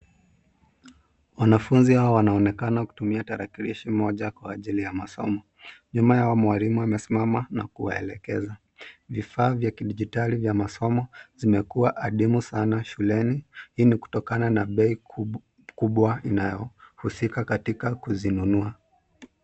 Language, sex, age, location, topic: Swahili, male, 25-35, Nairobi, education